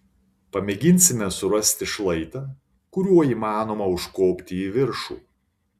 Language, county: Lithuanian, Šiauliai